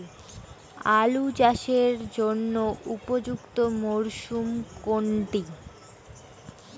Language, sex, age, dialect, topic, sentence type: Bengali, female, <18, Rajbangshi, agriculture, question